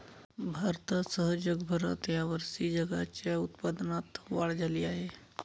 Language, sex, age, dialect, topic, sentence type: Marathi, male, 31-35, Northern Konkan, agriculture, statement